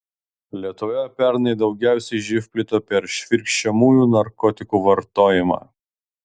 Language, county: Lithuanian, Vilnius